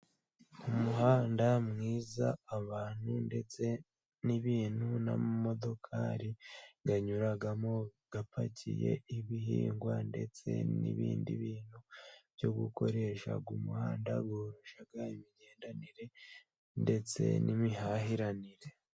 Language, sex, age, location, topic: Kinyarwanda, male, 18-24, Musanze, government